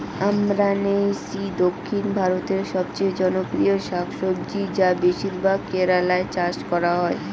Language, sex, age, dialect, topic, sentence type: Bengali, female, 18-24, Rajbangshi, agriculture, question